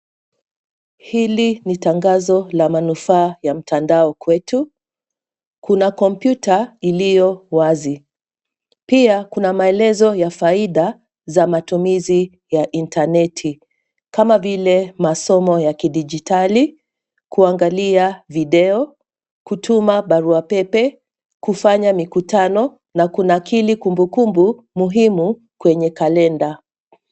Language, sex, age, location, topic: Swahili, female, 50+, Nairobi, education